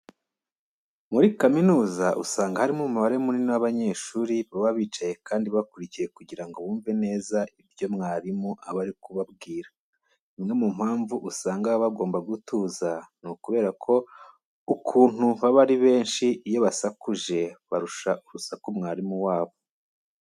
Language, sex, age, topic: Kinyarwanda, male, 25-35, education